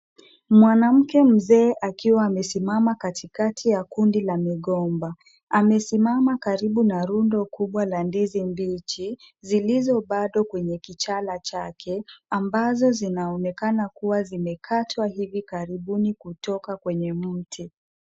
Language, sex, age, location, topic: Swahili, female, 50+, Kisumu, agriculture